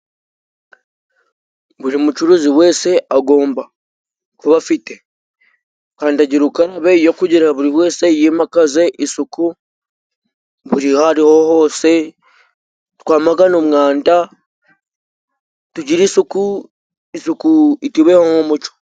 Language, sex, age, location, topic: Kinyarwanda, female, 36-49, Musanze, finance